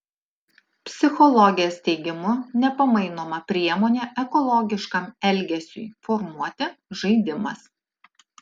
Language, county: Lithuanian, Alytus